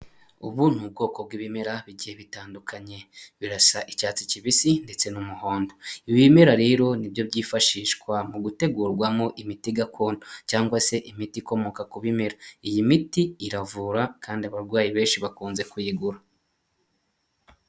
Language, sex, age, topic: Kinyarwanda, male, 25-35, health